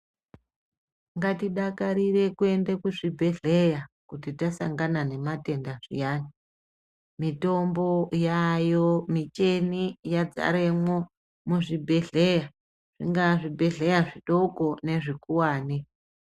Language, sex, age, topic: Ndau, female, 36-49, health